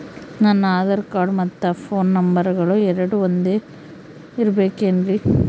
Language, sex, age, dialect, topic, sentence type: Kannada, female, 18-24, Central, banking, question